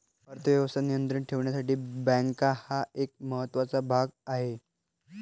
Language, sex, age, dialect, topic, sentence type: Marathi, male, 18-24, Varhadi, banking, statement